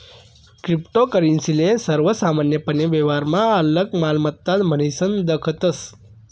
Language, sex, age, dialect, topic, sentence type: Marathi, male, 31-35, Northern Konkan, banking, statement